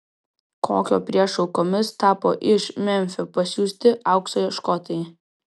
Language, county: Lithuanian, Vilnius